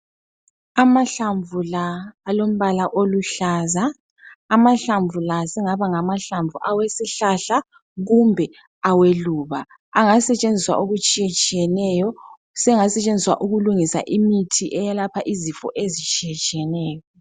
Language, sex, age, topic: North Ndebele, female, 25-35, health